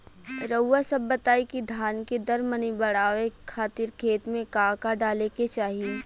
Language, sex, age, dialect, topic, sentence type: Bhojpuri, female, <18, Western, agriculture, question